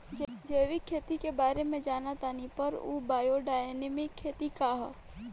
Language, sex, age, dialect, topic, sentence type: Bhojpuri, female, 18-24, Northern, agriculture, question